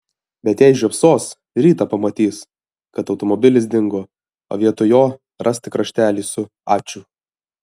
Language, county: Lithuanian, Alytus